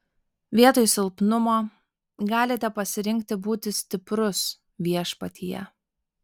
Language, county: Lithuanian, Alytus